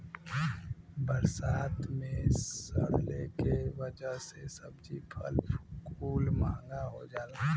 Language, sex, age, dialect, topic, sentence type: Bhojpuri, female, 18-24, Western, agriculture, statement